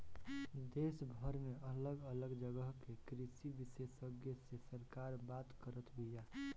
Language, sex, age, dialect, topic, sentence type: Bhojpuri, male, 18-24, Northern, agriculture, statement